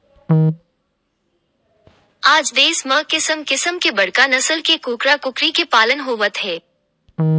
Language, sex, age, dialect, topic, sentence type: Chhattisgarhi, male, 18-24, Western/Budati/Khatahi, agriculture, statement